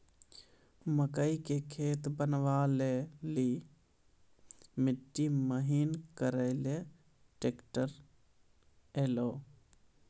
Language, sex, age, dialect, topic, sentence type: Maithili, male, 25-30, Angika, agriculture, question